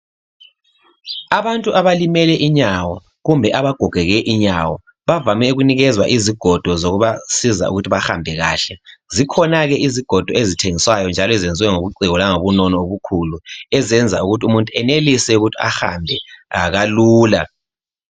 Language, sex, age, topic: North Ndebele, male, 36-49, health